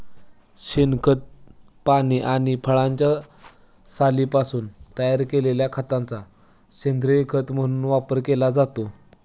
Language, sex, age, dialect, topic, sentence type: Marathi, male, 18-24, Standard Marathi, agriculture, statement